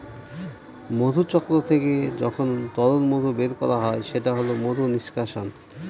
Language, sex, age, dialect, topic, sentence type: Bengali, male, 36-40, Northern/Varendri, agriculture, statement